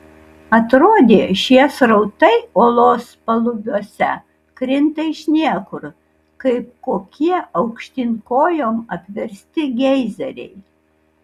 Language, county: Lithuanian, Kaunas